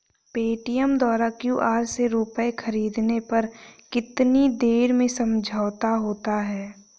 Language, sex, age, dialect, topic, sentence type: Hindi, female, 18-24, Awadhi Bundeli, banking, question